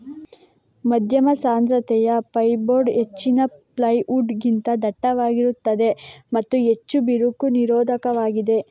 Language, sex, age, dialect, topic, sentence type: Kannada, female, 51-55, Coastal/Dakshin, agriculture, statement